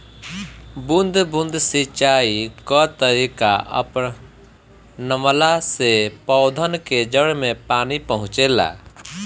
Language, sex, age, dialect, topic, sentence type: Bhojpuri, male, 25-30, Northern, agriculture, statement